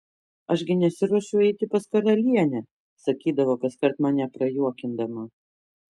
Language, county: Lithuanian, Kaunas